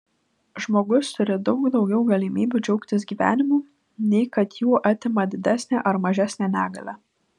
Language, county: Lithuanian, Vilnius